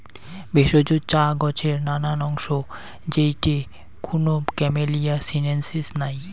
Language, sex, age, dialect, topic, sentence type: Bengali, male, 31-35, Rajbangshi, agriculture, statement